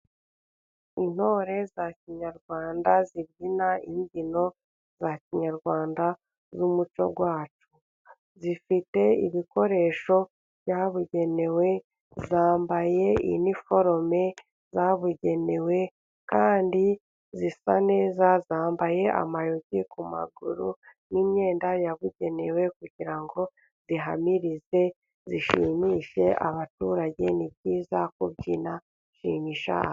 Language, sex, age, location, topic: Kinyarwanda, male, 36-49, Burera, government